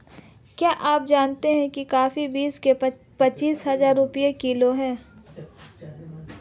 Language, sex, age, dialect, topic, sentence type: Hindi, female, 18-24, Marwari Dhudhari, agriculture, statement